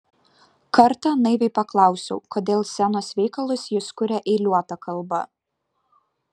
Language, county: Lithuanian, Kaunas